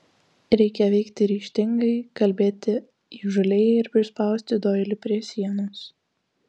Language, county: Lithuanian, Kaunas